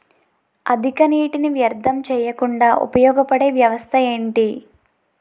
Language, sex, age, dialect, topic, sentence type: Telugu, female, 18-24, Utterandhra, agriculture, question